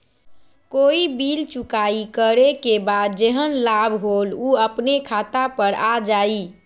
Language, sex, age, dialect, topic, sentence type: Magahi, female, 41-45, Western, banking, question